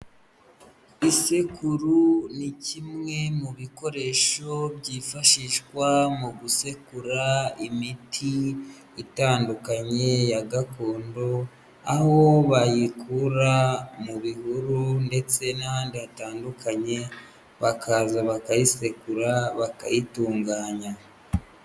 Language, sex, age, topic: Kinyarwanda, female, 18-24, health